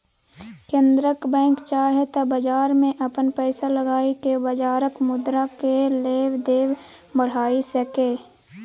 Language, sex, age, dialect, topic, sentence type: Maithili, female, 25-30, Bajjika, banking, statement